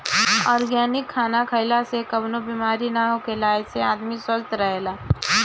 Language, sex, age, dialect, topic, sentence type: Bhojpuri, female, 18-24, Northern, agriculture, statement